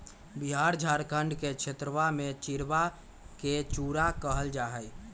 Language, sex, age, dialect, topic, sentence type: Magahi, male, 18-24, Western, agriculture, statement